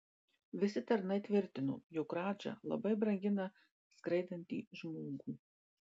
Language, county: Lithuanian, Marijampolė